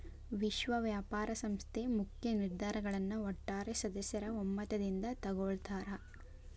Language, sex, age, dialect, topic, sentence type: Kannada, female, 18-24, Dharwad Kannada, banking, statement